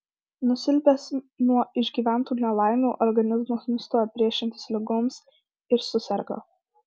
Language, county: Lithuanian, Marijampolė